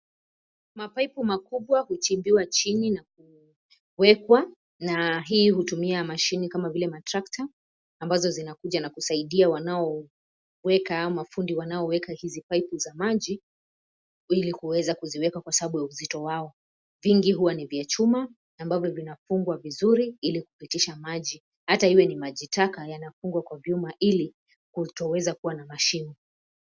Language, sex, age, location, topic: Swahili, female, 25-35, Nairobi, government